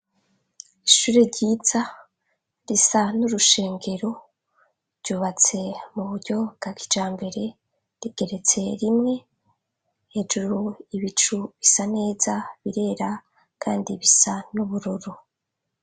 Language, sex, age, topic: Rundi, female, 25-35, education